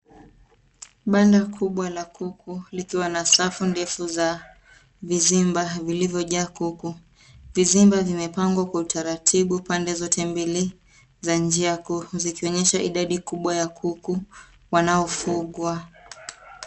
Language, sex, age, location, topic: Swahili, female, 25-35, Nairobi, agriculture